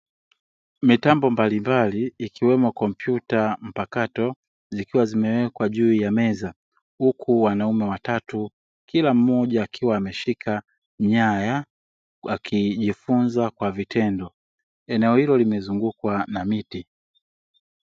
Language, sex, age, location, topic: Swahili, male, 25-35, Dar es Salaam, education